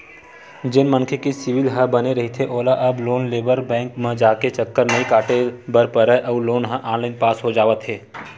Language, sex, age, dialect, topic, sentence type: Chhattisgarhi, male, 25-30, Western/Budati/Khatahi, banking, statement